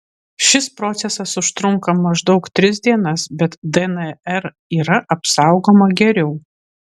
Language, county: Lithuanian, Vilnius